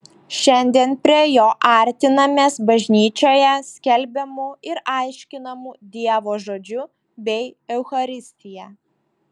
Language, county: Lithuanian, Šiauliai